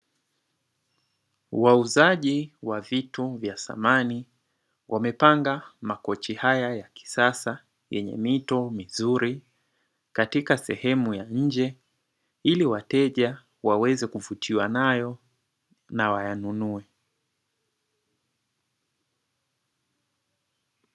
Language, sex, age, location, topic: Swahili, male, 18-24, Dar es Salaam, finance